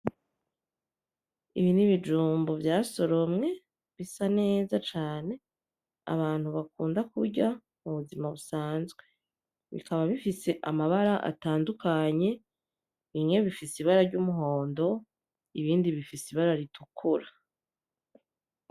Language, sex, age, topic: Rundi, female, 25-35, agriculture